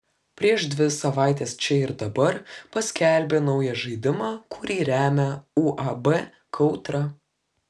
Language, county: Lithuanian, Kaunas